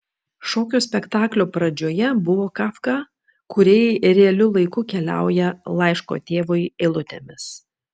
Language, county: Lithuanian, Vilnius